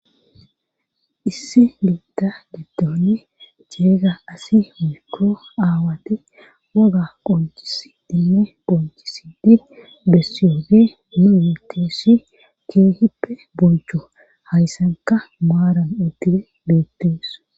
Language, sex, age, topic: Gamo, female, 18-24, government